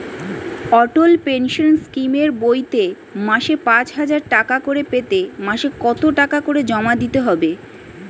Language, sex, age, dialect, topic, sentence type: Bengali, female, 31-35, Standard Colloquial, banking, question